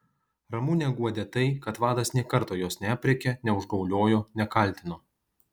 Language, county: Lithuanian, Kaunas